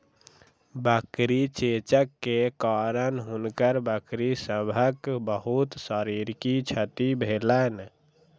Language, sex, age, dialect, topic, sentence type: Maithili, male, 60-100, Southern/Standard, agriculture, statement